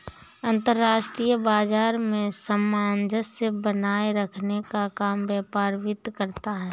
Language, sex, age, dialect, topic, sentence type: Hindi, female, 31-35, Awadhi Bundeli, banking, statement